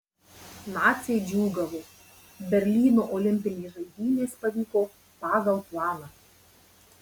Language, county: Lithuanian, Marijampolė